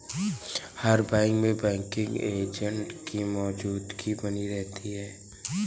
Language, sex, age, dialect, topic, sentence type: Hindi, male, 36-40, Awadhi Bundeli, banking, statement